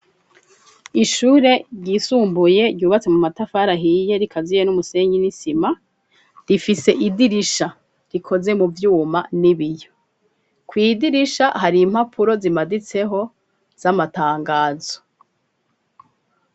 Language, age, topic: Rundi, 36-49, education